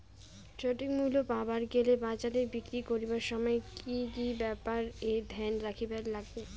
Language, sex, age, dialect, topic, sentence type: Bengali, female, 31-35, Rajbangshi, agriculture, question